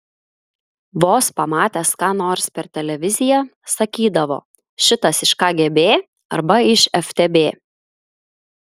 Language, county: Lithuanian, Klaipėda